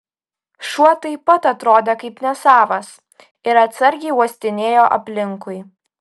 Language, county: Lithuanian, Utena